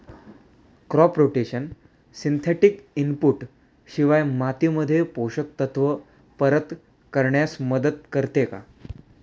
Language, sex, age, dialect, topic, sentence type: Marathi, male, 18-24, Standard Marathi, agriculture, question